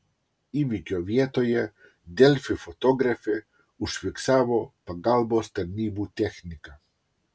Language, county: Lithuanian, Utena